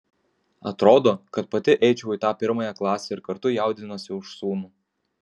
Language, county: Lithuanian, Kaunas